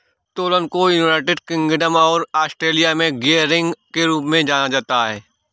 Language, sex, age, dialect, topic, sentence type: Hindi, male, 18-24, Awadhi Bundeli, banking, statement